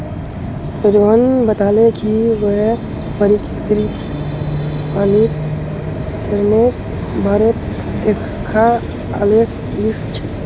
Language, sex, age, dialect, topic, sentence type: Magahi, male, 18-24, Northeastern/Surjapuri, agriculture, statement